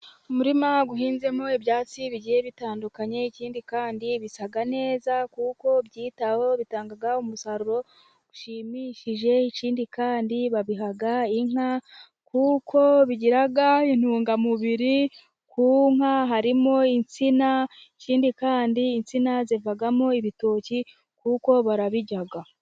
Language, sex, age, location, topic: Kinyarwanda, female, 25-35, Musanze, agriculture